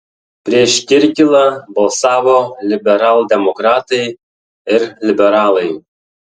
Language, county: Lithuanian, Tauragė